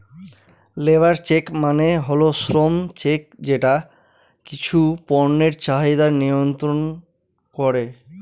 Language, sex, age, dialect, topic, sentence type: Bengali, male, 25-30, Northern/Varendri, banking, statement